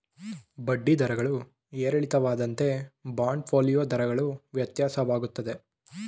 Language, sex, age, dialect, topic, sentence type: Kannada, male, 18-24, Mysore Kannada, banking, statement